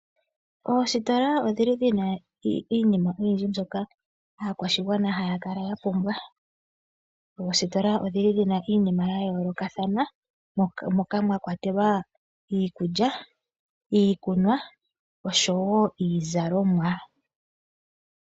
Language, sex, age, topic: Oshiwambo, female, 25-35, finance